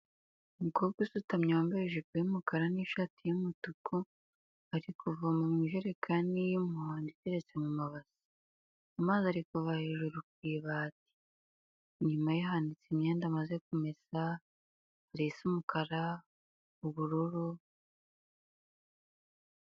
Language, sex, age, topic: Kinyarwanda, female, 18-24, health